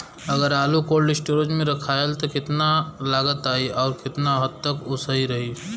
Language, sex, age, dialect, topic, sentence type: Bhojpuri, male, 25-30, Western, agriculture, question